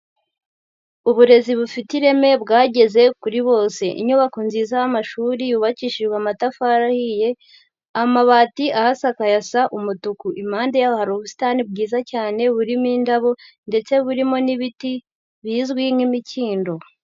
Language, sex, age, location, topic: Kinyarwanda, female, 18-24, Huye, agriculture